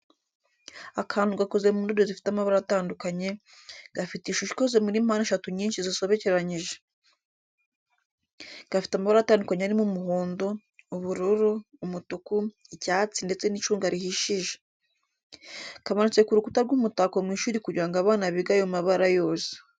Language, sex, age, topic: Kinyarwanda, female, 25-35, education